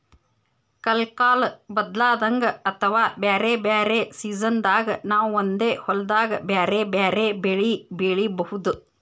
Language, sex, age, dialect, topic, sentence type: Kannada, female, 25-30, Northeastern, agriculture, statement